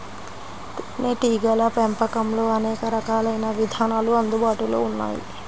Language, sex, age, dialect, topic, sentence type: Telugu, female, 25-30, Central/Coastal, agriculture, statement